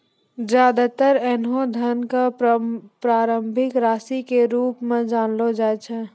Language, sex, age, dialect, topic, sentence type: Maithili, female, 18-24, Angika, banking, statement